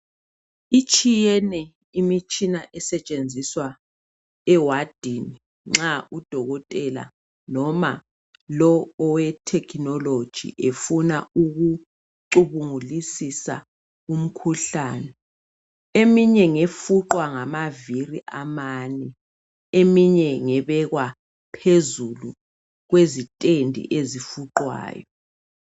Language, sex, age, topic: North Ndebele, male, 36-49, health